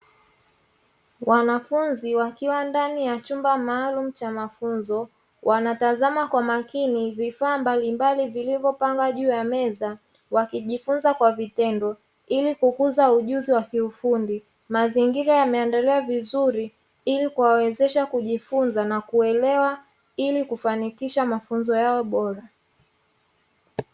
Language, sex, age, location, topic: Swahili, female, 25-35, Dar es Salaam, education